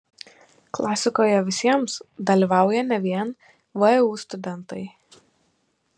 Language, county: Lithuanian, Panevėžys